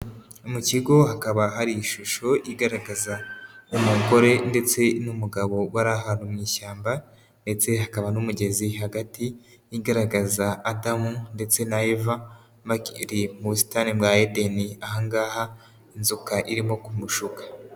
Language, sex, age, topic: Kinyarwanda, female, 18-24, education